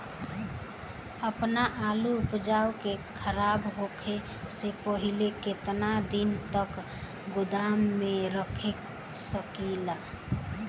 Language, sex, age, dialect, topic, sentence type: Bhojpuri, female, <18, Southern / Standard, agriculture, question